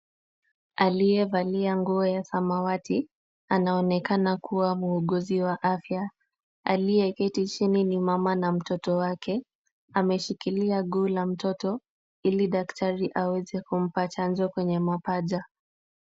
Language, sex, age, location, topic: Swahili, female, 18-24, Kisumu, health